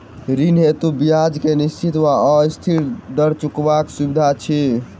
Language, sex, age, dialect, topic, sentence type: Maithili, male, 18-24, Southern/Standard, banking, question